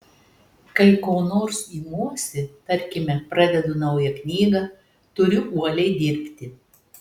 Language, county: Lithuanian, Telšiai